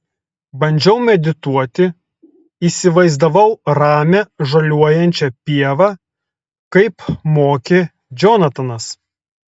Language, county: Lithuanian, Telšiai